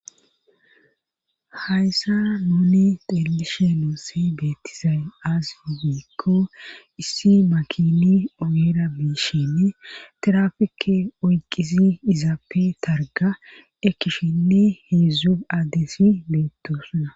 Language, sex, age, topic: Gamo, female, 25-35, government